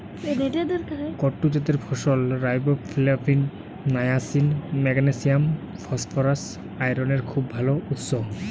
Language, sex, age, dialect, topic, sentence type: Bengali, male, 18-24, Western, agriculture, statement